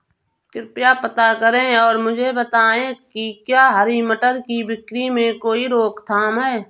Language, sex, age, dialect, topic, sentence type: Hindi, female, 31-35, Awadhi Bundeli, agriculture, question